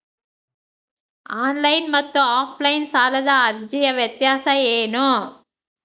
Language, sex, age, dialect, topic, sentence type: Kannada, female, 60-100, Central, banking, question